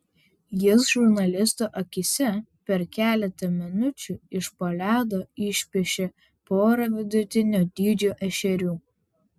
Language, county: Lithuanian, Vilnius